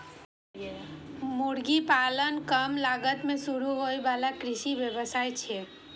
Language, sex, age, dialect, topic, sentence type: Maithili, female, 31-35, Eastern / Thethi, agriculture, statement